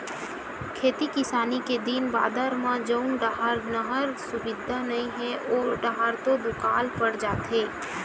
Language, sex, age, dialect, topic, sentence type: Chhattisgarhi, female, 18-24, Western/Budati/Khatahi, banking, statement